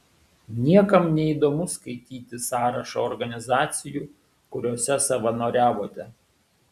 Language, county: Lithuanian, Šiauliai